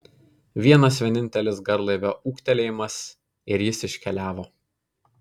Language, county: Lithuanian, Kaunas